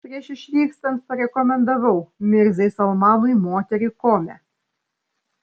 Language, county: Lithuanian, Vilnius